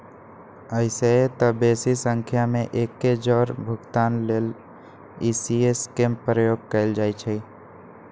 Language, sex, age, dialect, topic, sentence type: Magahi, male, 25-30, Western, banking, statement